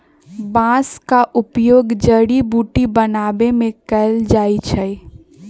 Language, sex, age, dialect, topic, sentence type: Magahi, female, 18-24, Western, agriculture, statement